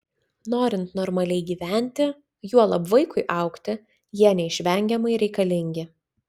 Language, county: Lithuanian, Vilnius